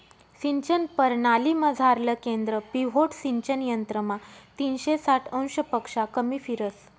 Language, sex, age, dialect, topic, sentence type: Marathi, female, 25-30, Northern Konkan, agriculture, statement